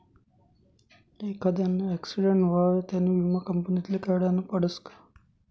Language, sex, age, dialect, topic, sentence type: Marathi, male, 56-60, Northern Konkan, banking, statement